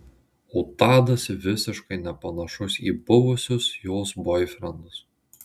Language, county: Lithuanian, Marijampolė